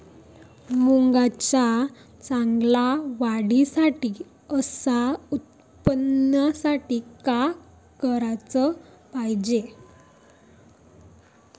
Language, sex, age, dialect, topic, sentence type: Marathi, female, 18-24, Varhadi, agriculture, question